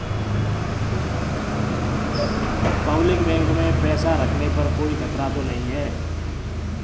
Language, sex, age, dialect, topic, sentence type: Hindi, male, 31-35, Kanauji Braj Bhasha, banking, statement